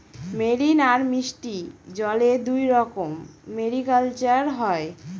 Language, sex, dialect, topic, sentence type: Bengali, female, Northern/Varendri, agriculture, statement